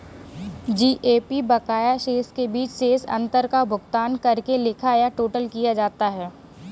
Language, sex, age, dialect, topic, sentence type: Hindi, female, 18-24, Kanauji Braj Bhasha, banking, statement